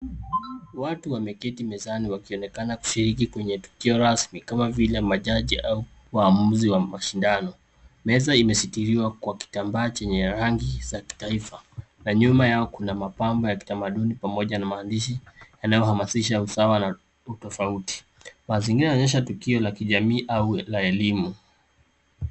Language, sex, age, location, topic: Swahili, male, 18-24, Nairobi, education